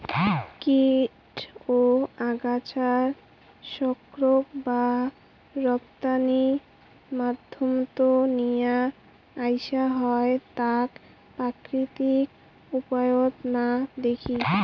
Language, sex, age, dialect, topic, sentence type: Bengali, female, 18-24, Rajbangshi, agriculture, statement